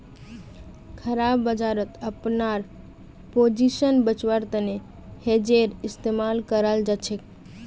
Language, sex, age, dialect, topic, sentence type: Magahi, female, 18-24, Northeastern/Surjapuri, banking, statement